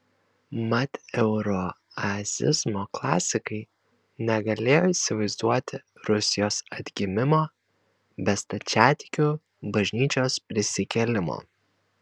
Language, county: Lithuanian, Kaunas